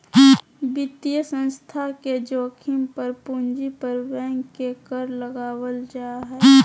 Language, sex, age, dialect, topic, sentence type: Magahi, female, 31-35, Southern, banking, statement